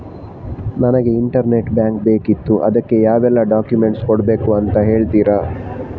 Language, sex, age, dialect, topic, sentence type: Kannada, male, 60-100, Coastal/Dakshin, banking, question